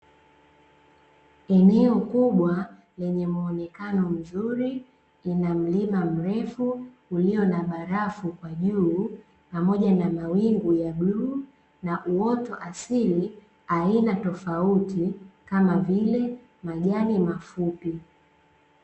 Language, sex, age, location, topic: Swahili, female, 25-35, Dar es Salaam, agriculture